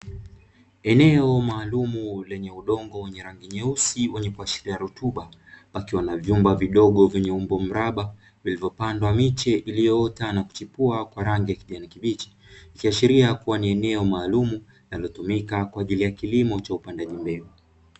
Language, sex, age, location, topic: Swahili, male, 25-35, Dar es Salaam, agriculture